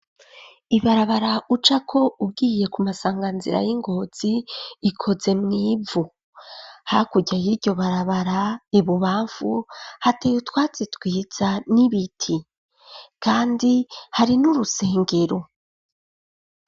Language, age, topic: Rundi, 25-35, education